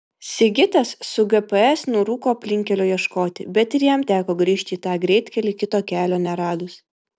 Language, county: Lithuanian, Vilnius